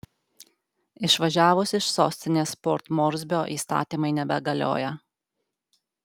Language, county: Lithuanian, Alytus